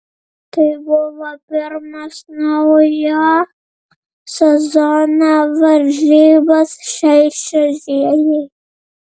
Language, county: Lithuanian, Vilnius